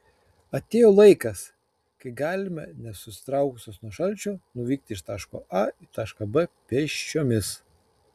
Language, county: Lithuanian, Kaunas